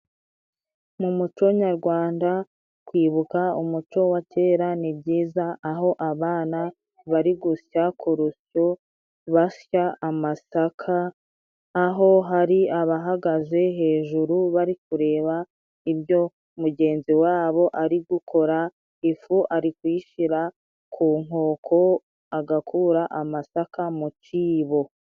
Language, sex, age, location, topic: Kinyarwanda, female, 25-35, Musanze, government